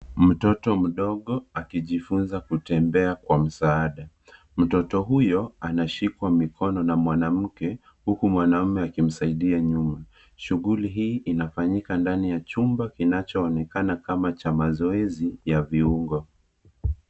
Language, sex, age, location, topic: Swahili, male, 25-35, Kisii, health